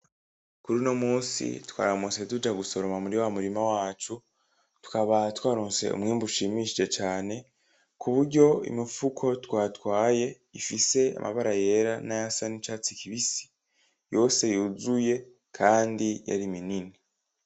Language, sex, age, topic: Rundi, male, 18-24, agriculture